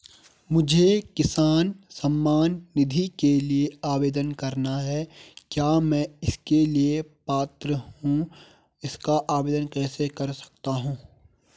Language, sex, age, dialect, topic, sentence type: Hindi, male, 18-24, Garhwali, banking, question